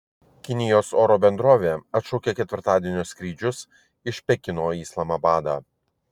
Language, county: Lithuanian, Vilnius